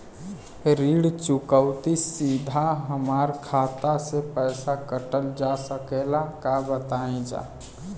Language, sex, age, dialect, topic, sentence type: Bhojpuri, male, 18-24, Western, banking, question